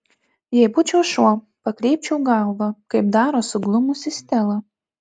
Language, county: Lithuanian, Tauragė